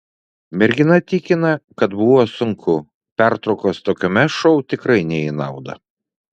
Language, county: Lithuanian, Vilnius